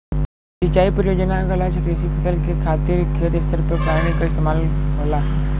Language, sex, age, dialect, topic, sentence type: Bhojpuri, male, 18-24, Western, agriculture, statement